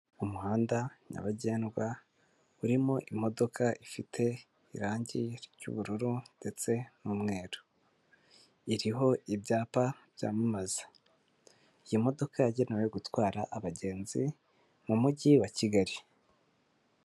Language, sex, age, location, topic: Kinyarwanda, male, 18-24, Kigali, government